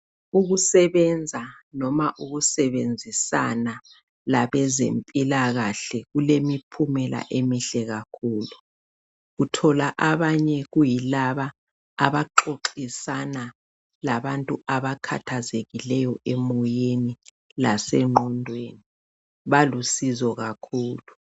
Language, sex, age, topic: North Ndebele, male, 36-49, health